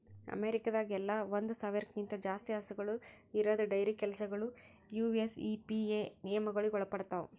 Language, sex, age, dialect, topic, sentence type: Kannada, female, 18-24, Northeastern, agriculture, statement